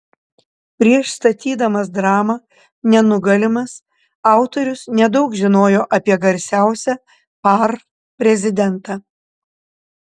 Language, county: Lithuanian, Panevėžys